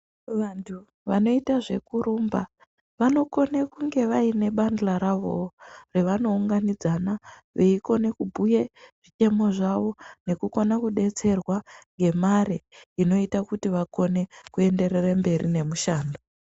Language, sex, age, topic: Ndau, female, 18-24, health